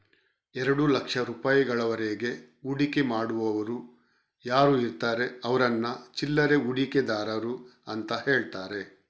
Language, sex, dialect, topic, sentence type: Kannada, male, Coastal/Dakshin, banking, statement